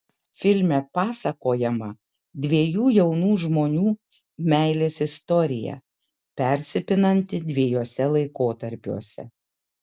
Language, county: Lithuanian, Kaunas